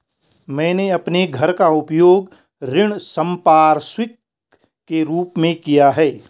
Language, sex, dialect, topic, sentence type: Hindi, male, Garhwali, banking, statement